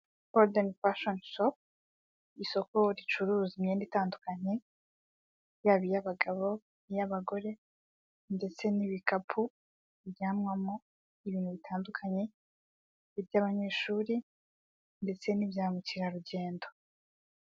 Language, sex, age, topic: Kinyarwanda, male, 18-24, finance